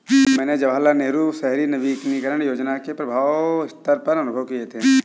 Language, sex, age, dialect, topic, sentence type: Hindi, male, 18-24, Awadhi Bundeli, banking, statement